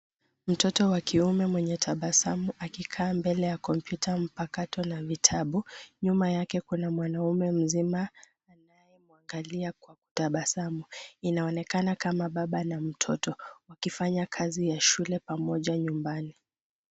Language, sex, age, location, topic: Swahili, female, 25-35, Nairobi, education